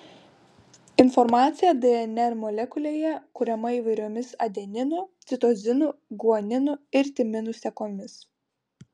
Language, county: Lithuanian, Vilnius